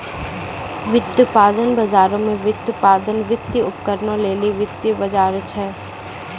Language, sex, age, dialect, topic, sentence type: Maithili, female, 18-24, Angika, banking, statement